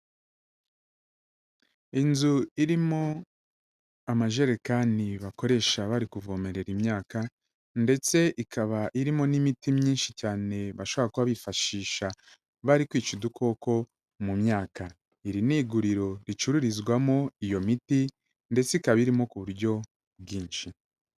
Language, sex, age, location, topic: Kinyarwanda, male, 36-49, Kigali, agriculture